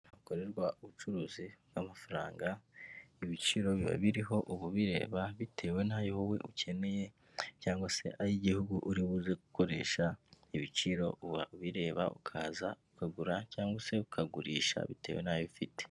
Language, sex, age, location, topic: Kinyarwanda, male, 25-35, Kigali, finance